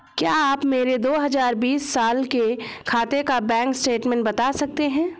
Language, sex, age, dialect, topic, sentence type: Hindi, female, 36-40, Awadhi Bundeli, banking, question